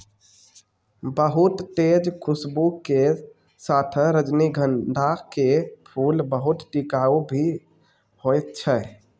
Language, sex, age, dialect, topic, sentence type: Maithili, male, 18-24, Angika, agriculture, statement